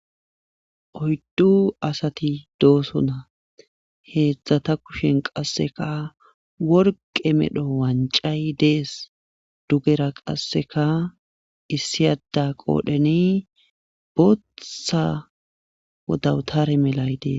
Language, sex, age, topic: Gamo, male, 18-24, government